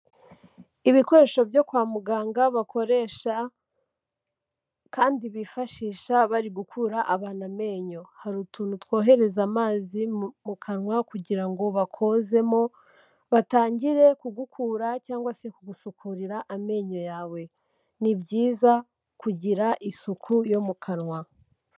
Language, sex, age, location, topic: Kinyarwanda, female, 18-24, Kigali, health